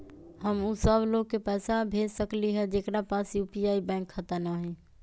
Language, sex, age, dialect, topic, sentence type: Magahi, female, 25-30, Western, banking, question